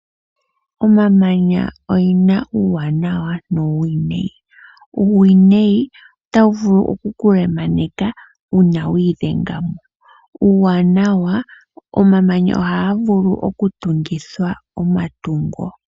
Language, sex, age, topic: Oshiwambo, female, 18-24, agriculture